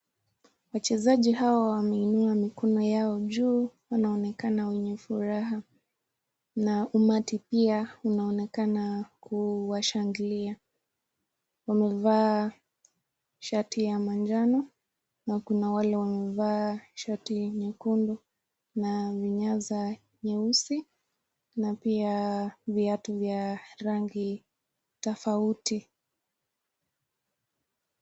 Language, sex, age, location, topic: Swahili, female, 18-24, Nakuru, government